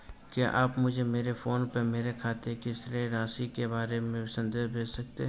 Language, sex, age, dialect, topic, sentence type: Hindi, male, 18-24, Marwari Dhudhari, banking, question